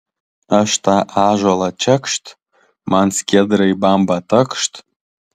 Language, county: Lithuanian, Kaunas